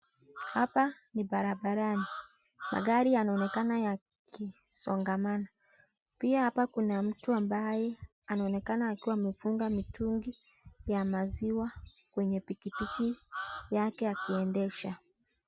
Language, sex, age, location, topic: Swahili, female, 25-35, Nakuru, agriculture